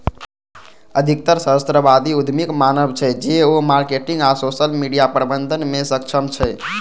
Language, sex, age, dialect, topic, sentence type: Maithili, male, 18-24, Eastern / Thethi, banking, statement